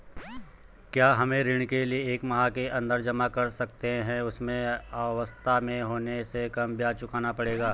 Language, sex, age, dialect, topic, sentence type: Hindi, male, 25-30, Garhwali, banking, question